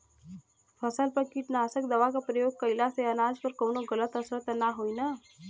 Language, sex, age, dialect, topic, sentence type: Bhojpuri, female, 18-24, Western, agriculture, question